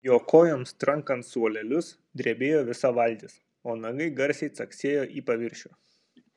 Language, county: Lithuanian, Kaunas